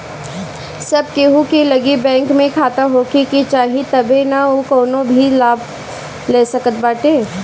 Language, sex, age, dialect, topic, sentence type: Bhojpuri, female, 31-35, Northern, banking, statement